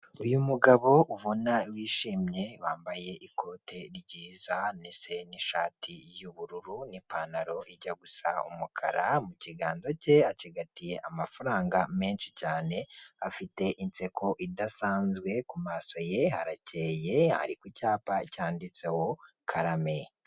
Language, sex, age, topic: Kinyarwanda, male, 18-24, finance